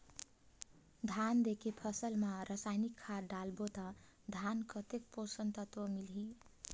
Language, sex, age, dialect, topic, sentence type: Chhattisgarhi, female, 18-24, Northern/Bhandar, agriculture, question